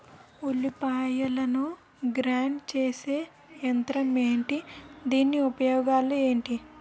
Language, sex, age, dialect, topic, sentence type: Telugu, female, 18-24, Utterandhra, agriculture, question